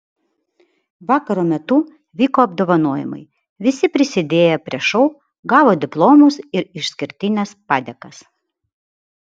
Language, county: Lithuanian, Vilnius